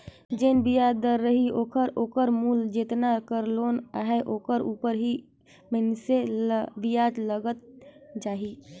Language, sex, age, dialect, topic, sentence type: Chhattisgarhi, female, 25-30, Northern/Bhandar, banking, statement